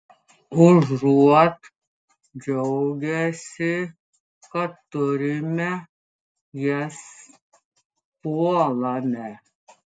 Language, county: Lithuanian, Klaipėda